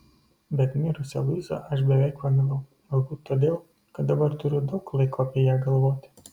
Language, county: Lithuanian, Kaunas